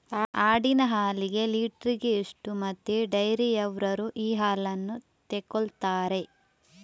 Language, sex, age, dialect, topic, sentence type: Kannada, female, 25-30, Coastal/Dakshin, agriculture, question